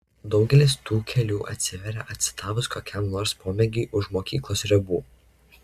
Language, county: Lithuanian, Šiauliai